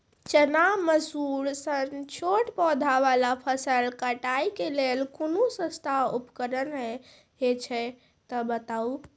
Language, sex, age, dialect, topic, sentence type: Maithili, female, 36-40, Angika, agriculture, question